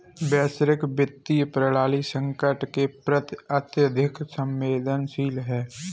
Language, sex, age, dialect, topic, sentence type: Hindi, male, 36-40, Kanauji Braj Bhasha, banking, statement